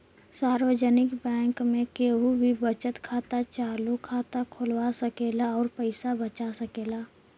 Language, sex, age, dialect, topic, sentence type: Bhojpuri, female, 18-24, Western, banking, statement